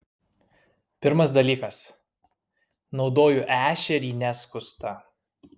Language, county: Lithuanian, Kaunas